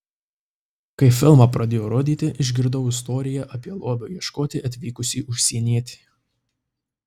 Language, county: Lithuanian, Tauragė